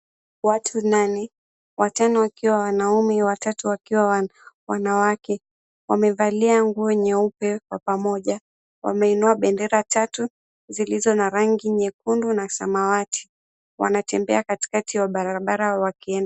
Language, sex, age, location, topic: Swahili, female, 18-24, Mombasa, government